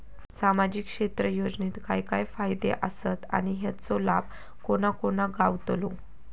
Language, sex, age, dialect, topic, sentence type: Marathi, female, 18-24, Southern Konkan, banking, question